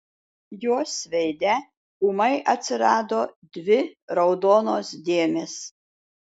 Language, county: Lithuanian, Šiauliai